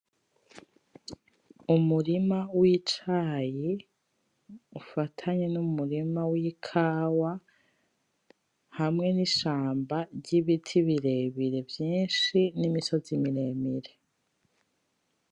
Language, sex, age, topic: Rundi, female, 25-35, agriculture